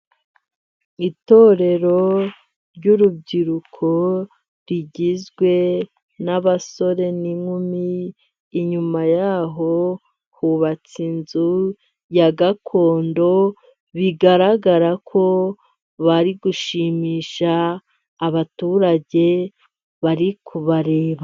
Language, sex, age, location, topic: Kinyarwanda, female, 25-35, Musanze, government